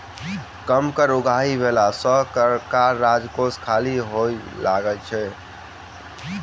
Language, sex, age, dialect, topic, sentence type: Maithili, male, 18-24, Southern/Standard, banking, statement